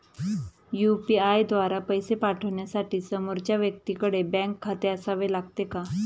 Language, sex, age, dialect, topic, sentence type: Marathi, female, 31-35, Standard Marathi, banking, question